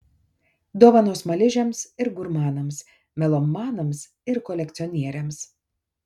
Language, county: Lithuanian, Kaunas